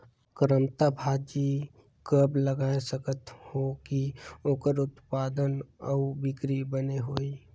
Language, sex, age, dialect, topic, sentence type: Chhattisgarhi, male, 18-24, Northern/Bhandar, agriculture, question